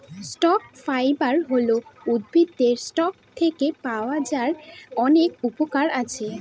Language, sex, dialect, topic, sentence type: Bengali, female, Northern/Varendri, agriculture, statement